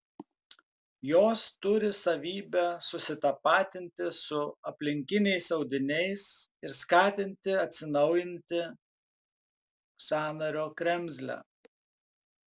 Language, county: Lithuanian, Kaunas